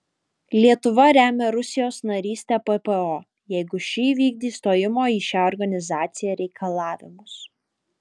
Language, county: Lithuanian, Alytus